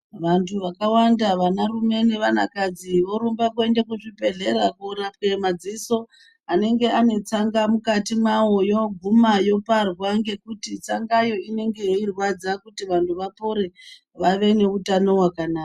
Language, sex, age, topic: Ndau, male, 36-49, health